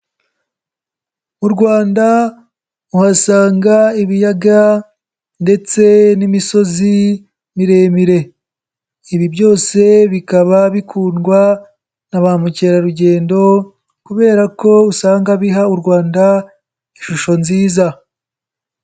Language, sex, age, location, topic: Kinyarwanda, male, 18-24, Nyagatare, agriculture